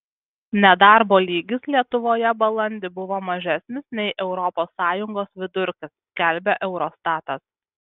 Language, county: Lithuanian, Kaunas